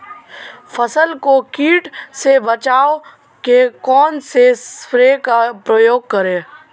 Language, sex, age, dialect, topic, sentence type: Hindi, male, 18-24, Marwari Dhudhari, agriculture, question